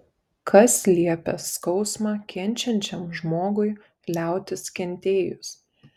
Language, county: Lithuanian, Kaunas